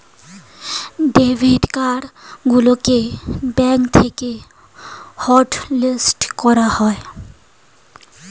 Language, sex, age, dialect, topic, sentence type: Bengali, male, 25-30, Standard Colloquial, banking, statement